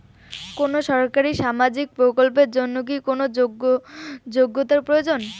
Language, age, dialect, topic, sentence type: Bengali, <18, Rajbangshi, banking, question